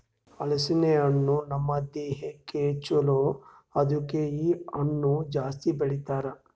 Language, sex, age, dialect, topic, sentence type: Kannada, male, 31-35, Northeastern, agriculture, statement